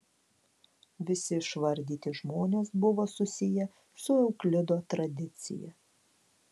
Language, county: Lithuanian, Klaipėda